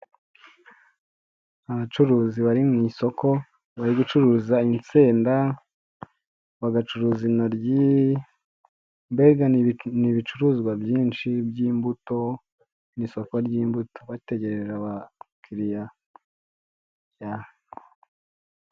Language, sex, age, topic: Kinyarwanda, male, 25-35, finance